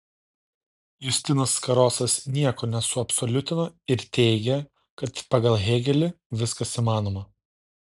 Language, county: Lithuanian, Klaipėda